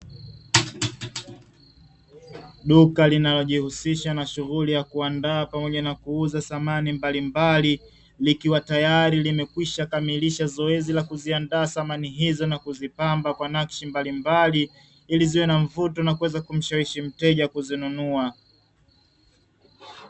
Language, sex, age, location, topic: Swahili, male, 25-35, Dar es Salaam, finance